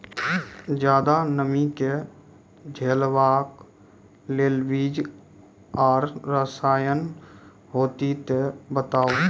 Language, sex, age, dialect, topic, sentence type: Maithili, male, 18-24, Angika, agriculture, question